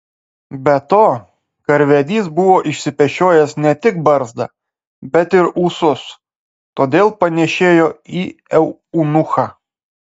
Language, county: Lithuanian, Klaipėda